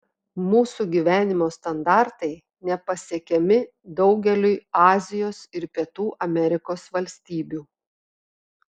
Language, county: Lithuanian, Telšiai